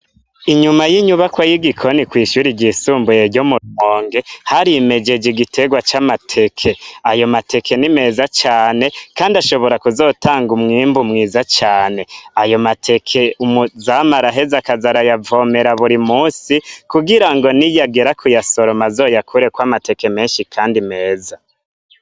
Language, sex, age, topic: Rundi, male, 25-35, education